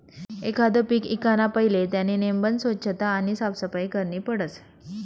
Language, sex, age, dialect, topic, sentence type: Marathi, female, 25-30, Northern Konkan, agriculture, statement